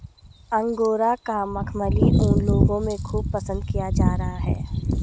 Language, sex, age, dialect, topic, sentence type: Hindi, female, 31-35, Garhwali, agriculture, statement